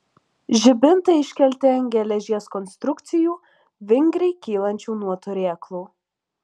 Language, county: Lithuanian, Alytus